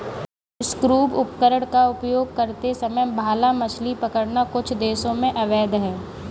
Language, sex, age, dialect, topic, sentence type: Hindi, female, 18-24, Kanauji Braj Bhasha, agriculture, statement